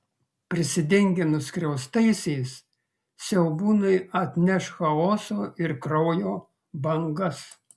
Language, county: Lithuanian, Kaunas